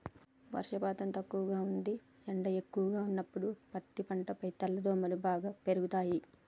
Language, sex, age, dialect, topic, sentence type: Telugu, female, 31-35, Telangana, agriculture, statement